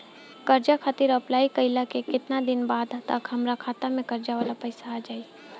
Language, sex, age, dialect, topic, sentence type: Bhojpuri, female, 18-24, Southern / Standard, banking, question